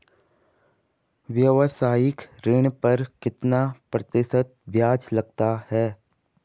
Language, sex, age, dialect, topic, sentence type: Hindi, female, 18-24, Garhwali, banking, question